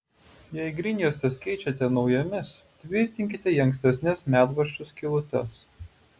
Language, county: Lithuanian, Utena